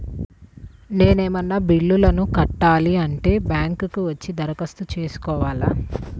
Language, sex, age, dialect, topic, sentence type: Telugu, female, 18-24, Central/Coastal, banking, question